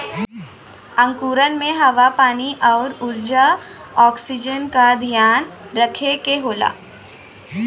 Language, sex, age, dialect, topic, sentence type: Bhojpuri, female, 18-24, Western, agriculture, statement